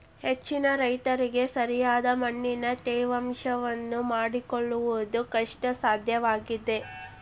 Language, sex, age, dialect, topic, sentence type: Kannada, female, 18-24, Dharwad Kannada, agriculture, statement